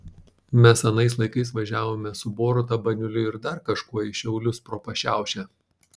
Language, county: Lithuanian, Panevėžys